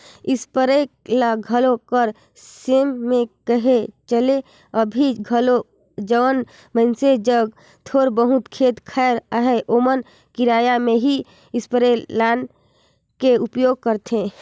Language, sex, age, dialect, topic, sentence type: Chhattisgarhi, female, 25-30, Northern/Bhandar, agriculture, statement